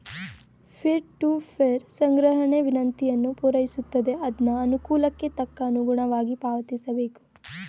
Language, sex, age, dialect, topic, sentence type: Kannada, female, 18-24, Mysore Kannada, banking, statement